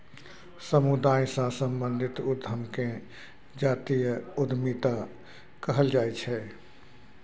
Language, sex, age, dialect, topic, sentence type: Maithili, male, 41-45, Bajjika, banking, statement